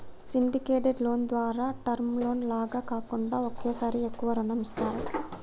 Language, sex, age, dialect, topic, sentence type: Telugu, female, 60-100, Telangana, banking, statement